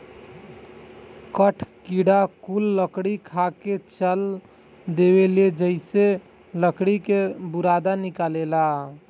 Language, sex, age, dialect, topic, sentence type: Bhojpuri, male, 18-24, Southern / Standard, agriculture, statement